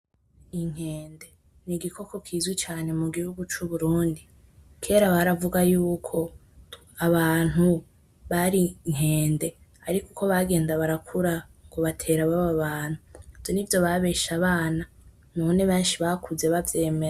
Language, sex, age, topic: Rundi, female, 18-24, agriculture